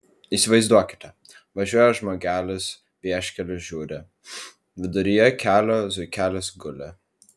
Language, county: Lithuanian, Vilnius